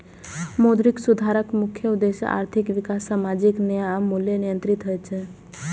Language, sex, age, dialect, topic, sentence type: Maithili, female, 18-24, Eastern / Thethi, banking, statement